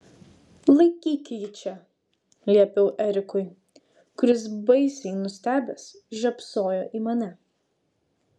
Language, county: Lithuanian, Vilnius